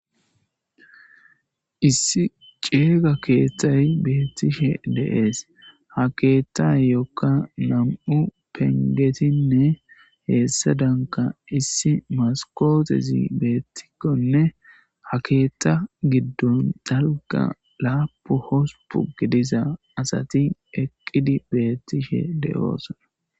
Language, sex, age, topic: Gamo, male, 25-35, government